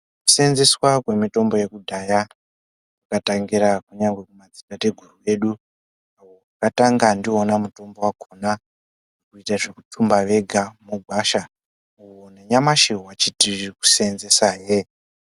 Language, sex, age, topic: Ndau, male, 25-35, health